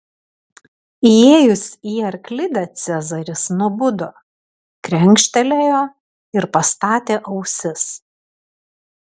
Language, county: Lithuanian, Alytus